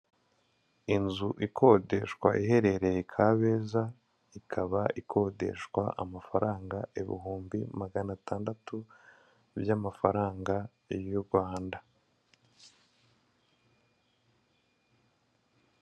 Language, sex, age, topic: Kinyarwanda, male, 25-35, finance